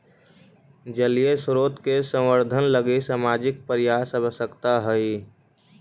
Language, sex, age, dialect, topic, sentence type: Magahi, male, 18-24, Central/Standard, agriculture, statement